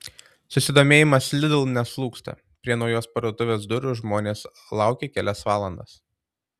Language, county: Lithuanian, Tauragė